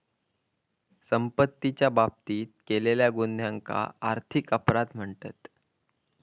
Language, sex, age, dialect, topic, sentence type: Marathi, female, 41-45, Southern Konkan, banking, statement